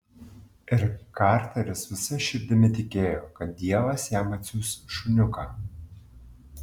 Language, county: Lithuanian, Klaipėda